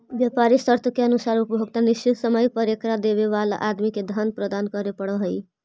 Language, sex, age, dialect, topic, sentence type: Magahi, female, 25-30, Central/Standard, agriculture, statement